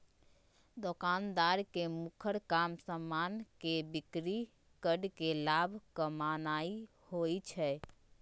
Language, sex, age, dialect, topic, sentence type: Magahi, female, 25-30, Western, banking, statement